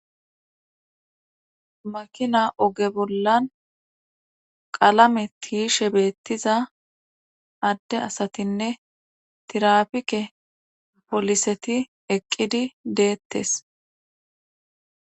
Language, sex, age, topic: Gamo, female, 25-35, government